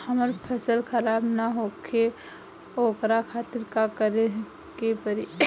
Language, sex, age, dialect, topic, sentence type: Bhojpuri, female, 18-24, Northern, agriculture, question